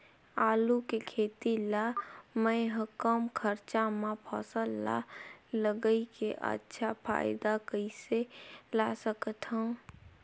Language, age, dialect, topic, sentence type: Chhattisgarhi, 18-24, Northern/Bhandar, agriculture, question